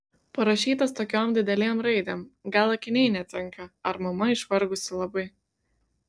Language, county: Lithuanian, Vilnius